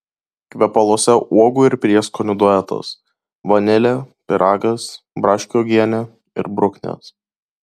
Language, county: Lithuanian, Kaunas